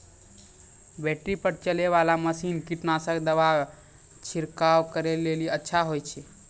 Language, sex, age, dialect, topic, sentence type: Maithili, male, 18-24, Angika, agriculture, question